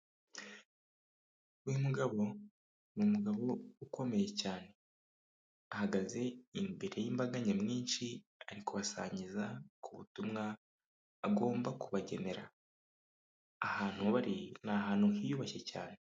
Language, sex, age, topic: Kinyarwanda, male, 25-35, government